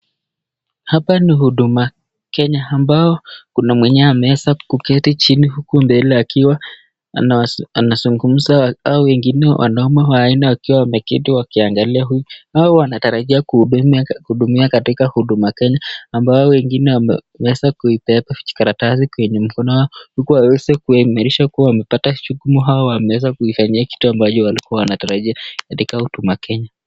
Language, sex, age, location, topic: Swahili, male, 18-24, Nakuru, government